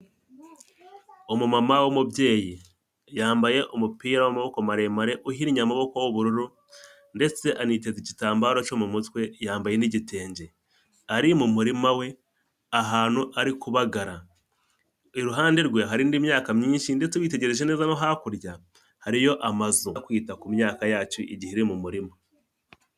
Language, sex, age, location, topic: Kinyarwanda, male, 25-35, Nyagatare, agriculture